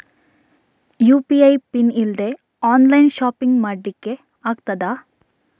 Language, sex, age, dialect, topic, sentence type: Kannada, female, 56-60, Coastal/Dakshin, banking, question